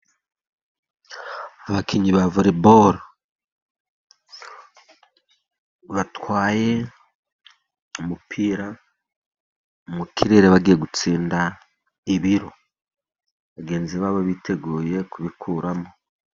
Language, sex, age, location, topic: Kinyarwanda, male, 36-49, Musanze, government